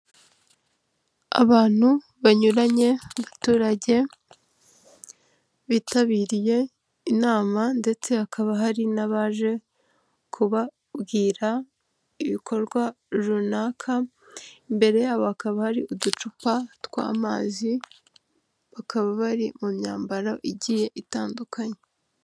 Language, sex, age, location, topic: Kinyarwanda, female, 18-24, Kigali, government